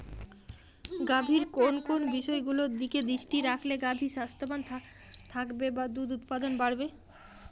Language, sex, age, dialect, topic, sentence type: Bengali, female, 25-30, Jharkhandi, agriculture, question